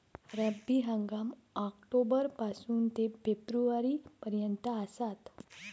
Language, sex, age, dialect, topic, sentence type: Marathi, female, 18-24, Southern Konkan, agriculture, statement